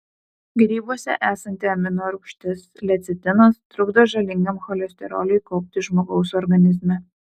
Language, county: Lithuanian, Utena